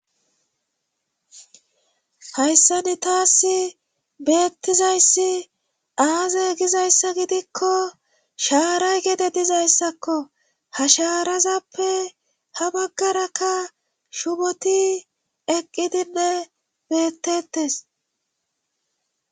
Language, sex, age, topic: Gamo, female, 25-35, government